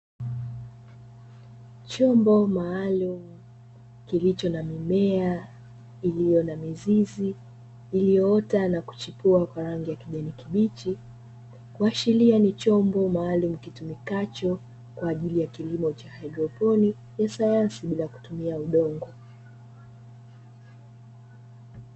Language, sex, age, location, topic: Swahili, female, 25-35, Dar es Salaam, agriculture